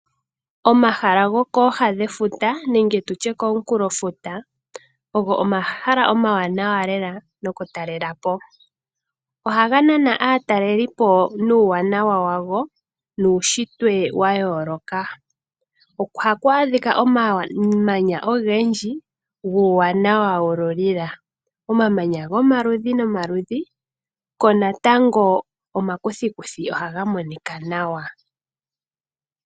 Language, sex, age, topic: Oshiwambo, female, 18-24, agriculture